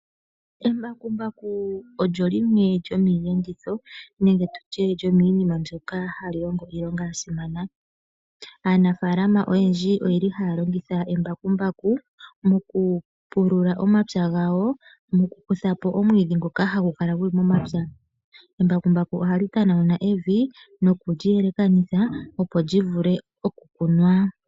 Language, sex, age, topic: Oshiwambo, female, 25-35, agriculture